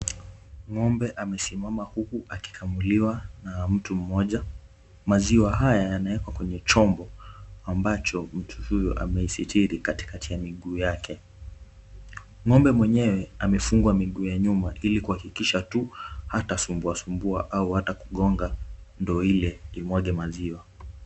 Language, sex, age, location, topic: Swahili, male, 18-24, Kisumu, agriculture